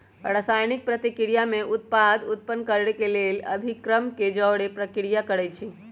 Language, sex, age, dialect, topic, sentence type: Magahi, male, 18-24, Western, agriculture, statement